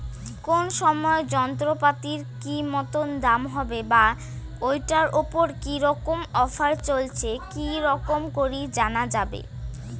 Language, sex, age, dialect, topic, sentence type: Bengali, male, 18-24, Rajbangshi, agriculture, question